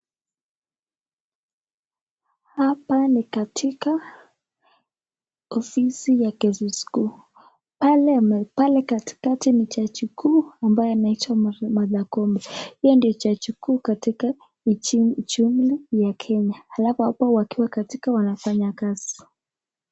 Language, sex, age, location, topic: Swahili, female, 25-35, Nakuru, government